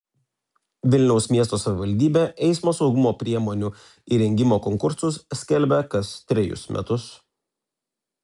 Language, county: Lithuanian, Telšiai